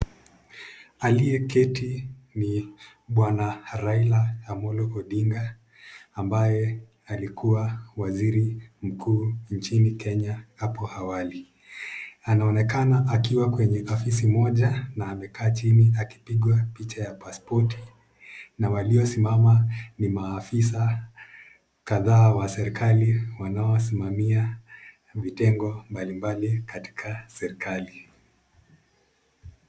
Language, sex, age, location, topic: Swahili, male, 25-35, Nakuru, government